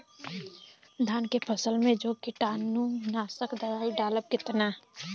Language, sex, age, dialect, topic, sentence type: Bhojpuri, female, 18-24, Western, agriculture, question